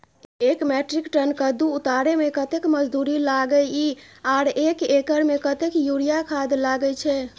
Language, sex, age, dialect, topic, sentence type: Maithili, female, 25-30, Bajjika, agriculture, question